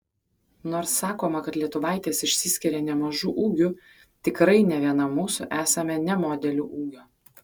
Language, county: Lithuanian, Kaunas